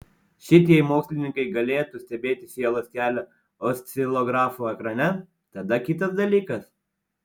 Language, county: Lithuanian, Panevėžys